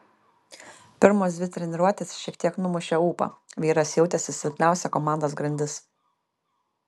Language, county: Lithuanian, Kaunas